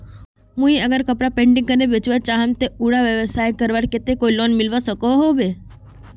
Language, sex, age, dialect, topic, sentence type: Magahi, female, 18-24, Northeastern/Surjapuri, banking, question